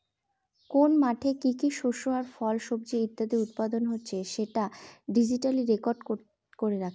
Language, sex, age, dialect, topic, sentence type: Bengali, female, 18-24, Northern/Varendri, agriculture, statement